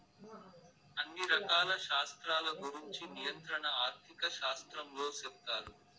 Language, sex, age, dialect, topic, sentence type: Telugu, male, 18-24, Southern, banking, statement